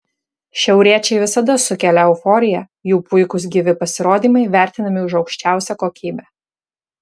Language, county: Lithuanian, Marijampolė